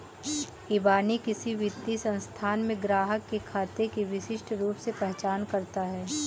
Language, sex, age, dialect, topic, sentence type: Hindi, female, 18-24, Awadhi Bundeli, banking, statement